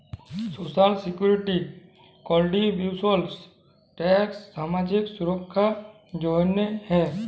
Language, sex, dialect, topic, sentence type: Bengali, male, Jharkhandi, banking, statement